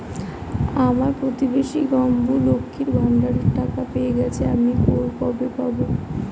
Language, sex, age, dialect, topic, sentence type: Bengali, female, 25-30, Standard Colloquial, banking, question